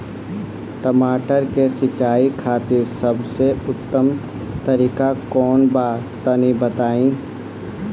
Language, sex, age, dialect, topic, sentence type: Bhojpuri, female, 18-24, Northern, agriculture, question